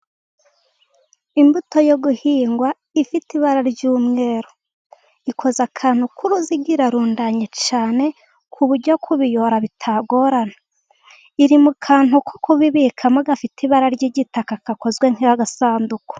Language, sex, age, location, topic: Kinyarwanda, female, 18-24, Gakenke, agriculture